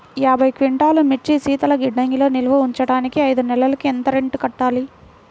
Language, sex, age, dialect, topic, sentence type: Telugu, female, 41-45, Central/Coastal, agriculture, question